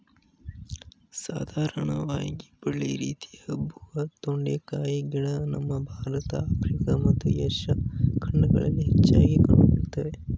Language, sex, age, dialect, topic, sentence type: Kannada, male, 18-24, Mysore Kannada, agriculture, statement